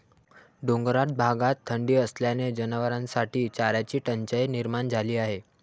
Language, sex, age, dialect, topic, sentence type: Marathi, male, 18-24, Varhadi, agriculture, statement